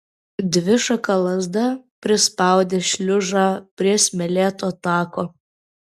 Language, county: Lithuanian, Vilnius